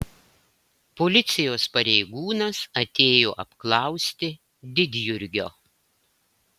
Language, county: Lithuanian, Klaipėda